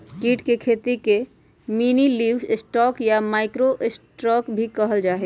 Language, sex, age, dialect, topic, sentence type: Magahi, female, 31-35, Western, agriculture, statement